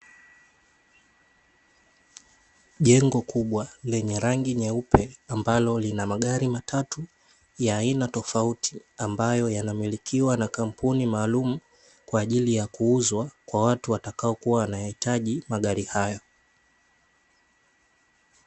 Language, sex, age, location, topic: Swahili, male, 18-24, Dar es Salaam, finance